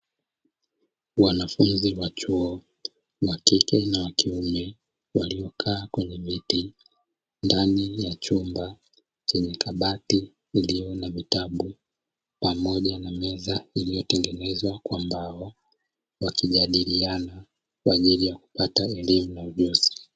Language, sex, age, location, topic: Swahili, male, 25-35, Dar es Salaam, education